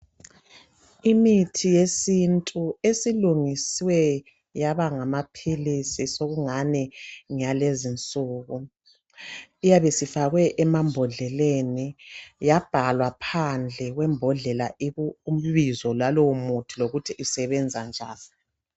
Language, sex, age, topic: North Ndebele, male, 25-35, health